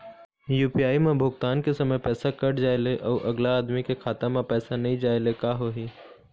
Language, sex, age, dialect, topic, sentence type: Chhattisgarhi, male, 18-24, Eastern, banking, question